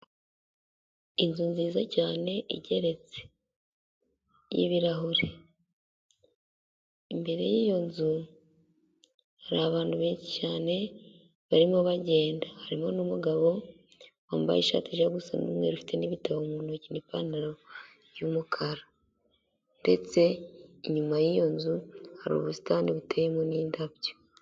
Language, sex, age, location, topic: Kinyarwanda, female, 18-24, Huye, health